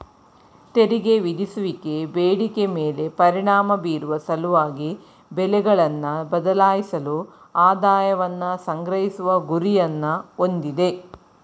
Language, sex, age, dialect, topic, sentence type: Kannada, female, 41-45, Mysore Kannada, banking, statement